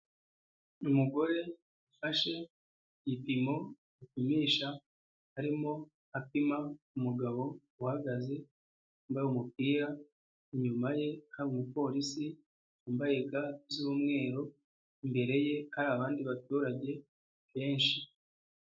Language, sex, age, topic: Kinyarwanda, male, 25-35, health